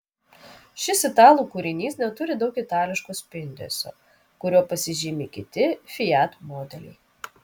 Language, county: Lithuanian, Vilnius